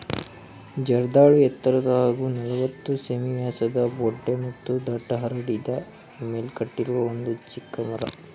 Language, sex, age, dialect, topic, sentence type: Kannada, male, 18-24, Mysore Kannada, agriculture, statement